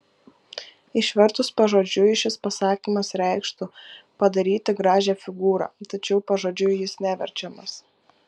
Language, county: Lithuanian, Kaunas